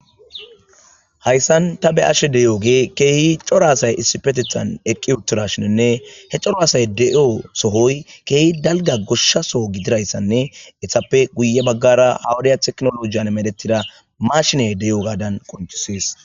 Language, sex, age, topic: Gamo, male, 25-35, agriculture